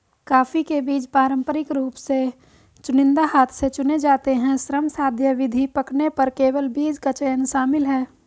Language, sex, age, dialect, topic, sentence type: Hindi, female, 18-24, Hindustani Malvi Khadi Boli, agriculture, statement